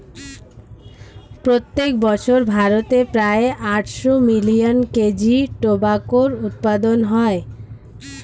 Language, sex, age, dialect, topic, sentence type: Bengali, female, 25-30, Standard Colloquial, agriculture, statement